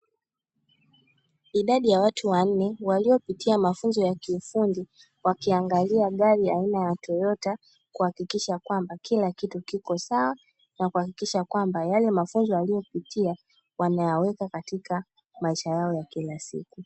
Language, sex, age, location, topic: Swahili, female, 18-24, Dar es Salaam, education